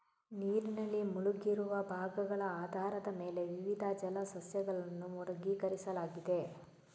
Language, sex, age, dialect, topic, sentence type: Kannada, female, 18-24, Coastal/Dakshin, agriculture, statement